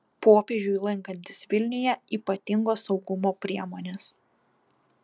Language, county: Lithuanian, Panevėžys